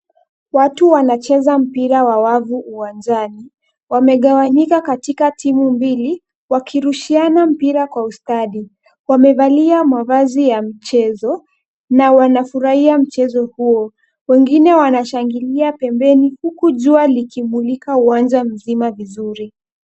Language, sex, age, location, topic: Swahili, female, 25-35, Kisumu, government